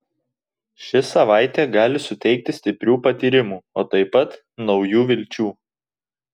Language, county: Lithuanian, Tauragė